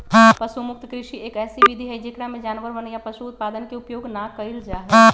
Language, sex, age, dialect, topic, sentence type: Magahi, female, 36-40, Western, agriculture, statement